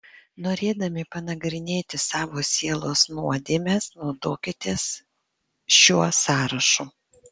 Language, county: Lithuanian, Panevėžys